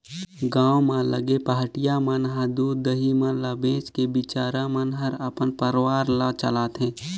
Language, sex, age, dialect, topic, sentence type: Chhattisgarhi, male, 18-24, Northern/Bhandar, agriculture, statement